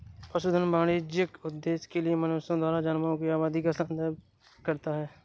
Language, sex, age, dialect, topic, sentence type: Hindi, male, 18-24, Awadhi Bundeli, agriculture, statement